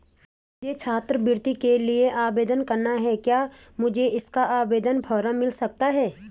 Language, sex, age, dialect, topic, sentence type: Hindi, female, 36-40, Garhwali, banking, question